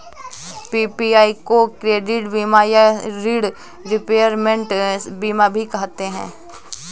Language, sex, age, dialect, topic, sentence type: Hindi, female, 18-24, Awadhi Bundeli, banking, statement